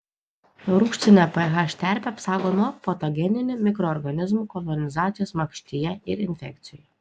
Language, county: Lithuanian, Klaipėda